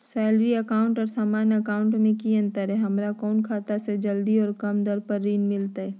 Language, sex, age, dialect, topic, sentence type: Magahi, female, 51-55, Southern, banking, question